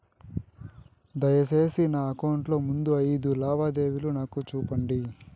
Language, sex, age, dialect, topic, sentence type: Telugu, male, 36-40, Southern, banking, statement